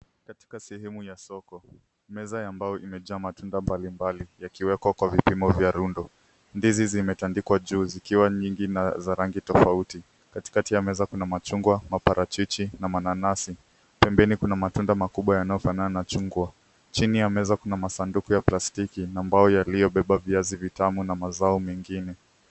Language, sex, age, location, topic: Swahili, male, 18-24, Nairobi, finance